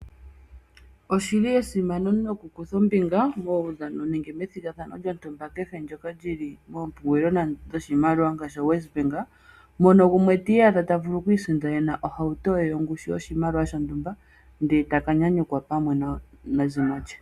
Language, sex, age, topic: Oshiwambo, female, 25-35, finance